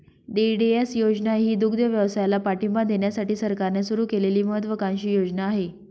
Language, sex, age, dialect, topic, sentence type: Marathi, female, 25-30, Northern Konkan, agriculture, statement